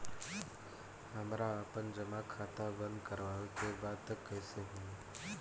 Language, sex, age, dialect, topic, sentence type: Bhojpuri, male, 18-24, Southern / Standard, banking, question